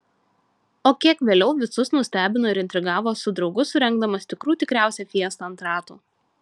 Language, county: Lithuanian, Šiauliai